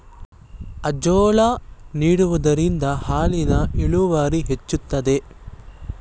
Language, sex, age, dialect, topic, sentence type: Kannada, male, 18-24, Mysore Kannada, agriculture, question